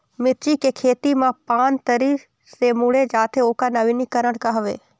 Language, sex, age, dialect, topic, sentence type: Chhattisgarhi, female, 18-24, Eastern, agriculture, question